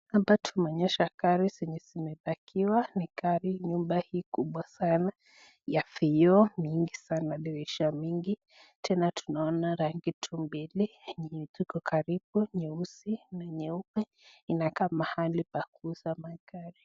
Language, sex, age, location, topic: Swahili, female, 18-24, Nakuru, finance